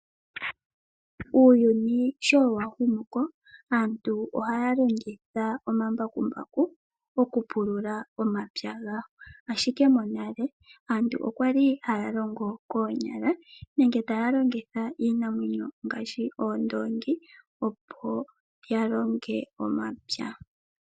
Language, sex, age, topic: Oshiwambo, female, 25-35, agriculture